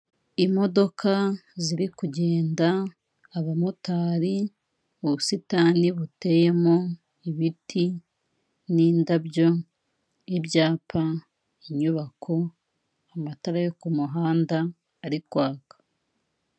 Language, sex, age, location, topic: Kinyarwanda, female, 25-35, Kigali, government